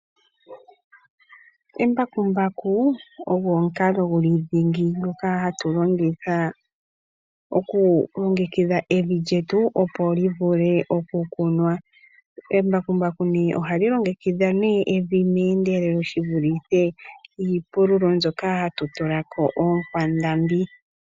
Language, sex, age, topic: Oshiwambo, female, 18-24, agriculture